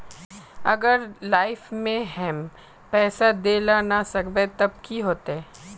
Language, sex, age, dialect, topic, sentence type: Magahi, female, 25-30, Northeastern/Surjapuri, banking, question